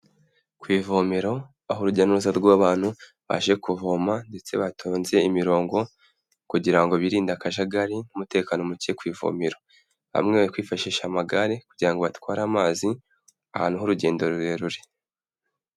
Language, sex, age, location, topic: Kinyarwanda, male, 18-24, Kigali, health